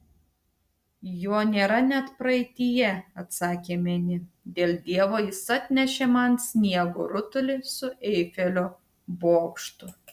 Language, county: Lithuanian, Tauragė